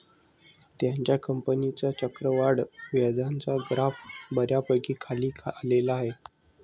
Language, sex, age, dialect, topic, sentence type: Marathi, male, 60-100, Standard Marathi, banking, statement